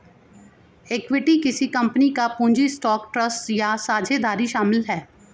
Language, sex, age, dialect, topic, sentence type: Hindi, male, 36-40, Hindustani Malvi Khadi Boli, banking, statement